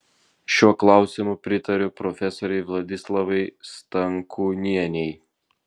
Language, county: Lithuanian, Vilnius